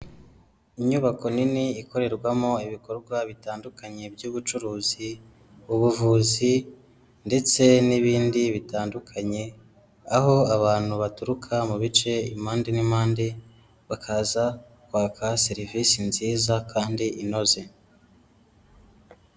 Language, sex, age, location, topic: Kinyarwanda, male, 25-35, Kigali, health